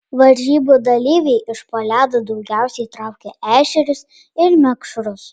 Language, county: Lithuanian, Panevėžys